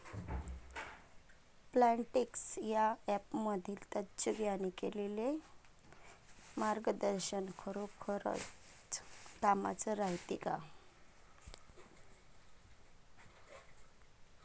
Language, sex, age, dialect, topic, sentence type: Marathi, female, 25-30, Varhadi, agriculture, question